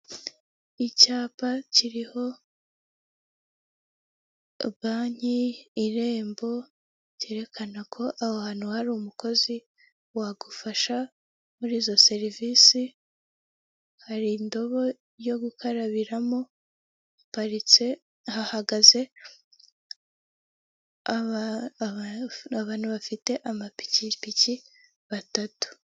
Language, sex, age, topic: Kinyarwanda, female, 18-24, government